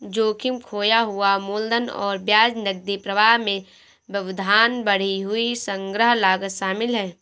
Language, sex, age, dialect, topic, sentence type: Hindi, female, 18-24, Awadhi Bundeli, banking, statement